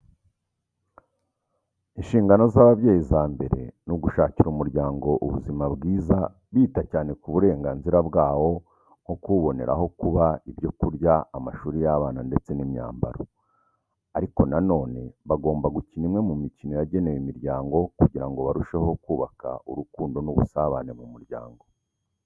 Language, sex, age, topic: Kinyarwanda, male, 36-49, education